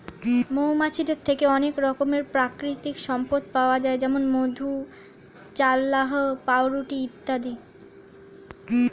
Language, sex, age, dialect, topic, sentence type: Bengali, female, 25-30, Standard Colloquial, agriculture, statement